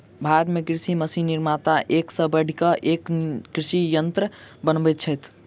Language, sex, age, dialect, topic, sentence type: Maithili, male, 18-24, Southern/Standard, agriculture, statement